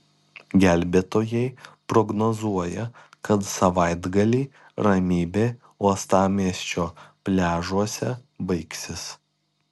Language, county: Lithuanian, Klaipėda